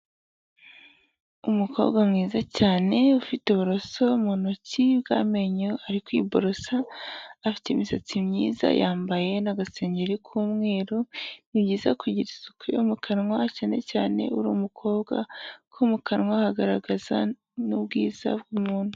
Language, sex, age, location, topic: Kinyarwanda, female, 25-35, Huye, health